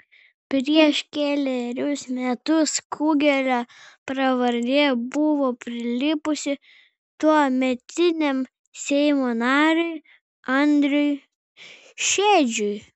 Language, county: Lithuanian, Vilnius